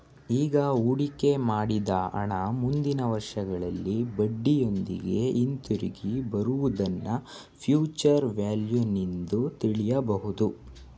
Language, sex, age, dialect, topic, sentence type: Kannada, male, 18-24, Mysore Kannada, banking, statement